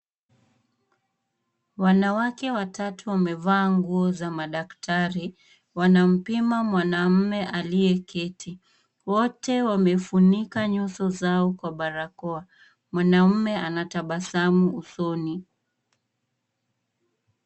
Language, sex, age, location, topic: Swahili, female, 18-24, Kisumu, health